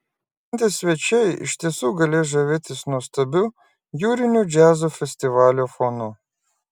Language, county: Lithuanian, Klaipėda